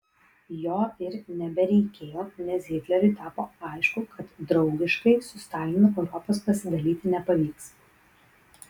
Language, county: Lithuanian, Kaunas